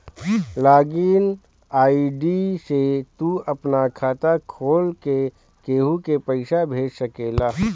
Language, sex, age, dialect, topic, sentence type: Bhojpuri, male, 25-30, Northern, banking, statement